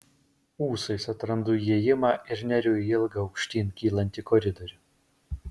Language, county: Lithuanian, Vilnius